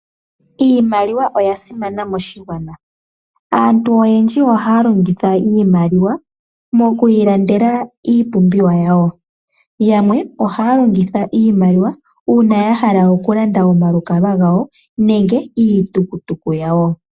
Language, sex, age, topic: Oshiwambo, female, 18-24, finance